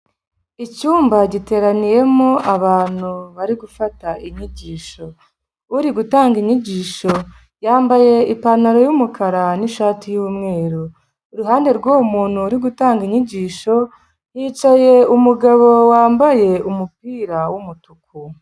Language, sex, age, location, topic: Kinyarwanda, female, 25-35, Kigali, health